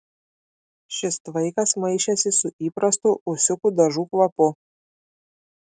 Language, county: Lithuanian, Klaipėda